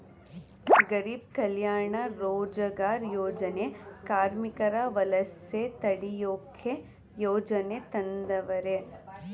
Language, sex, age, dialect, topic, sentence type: Kannada, female, 18-24, Mysore Kannada, banking, statement